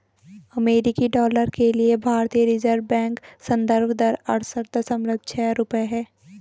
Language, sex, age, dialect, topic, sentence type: Hindi, female, 18-24, Garhwali, banking, statement